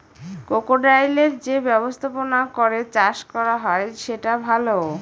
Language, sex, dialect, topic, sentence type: Bengali, female, Northern/Varendri, agriculture, statement